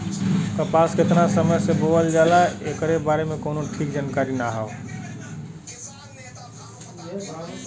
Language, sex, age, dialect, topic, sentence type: Bhojpuri, male, 31-35, Western, agriculture, statement